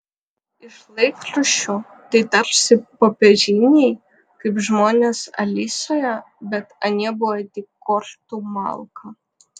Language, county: Lithuanian, Vilnius